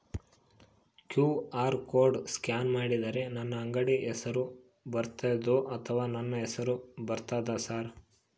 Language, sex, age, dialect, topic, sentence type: Kannada, male, 25-30, Central, banking, question